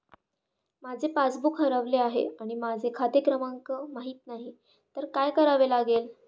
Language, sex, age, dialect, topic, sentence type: Marathi, female, 18-24, Standard Marathi, banking, question